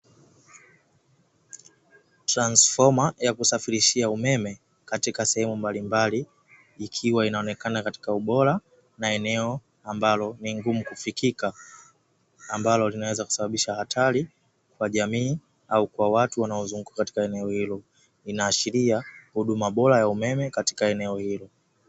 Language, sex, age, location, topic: Swahili, male, 18-24, Dar es Salaam, government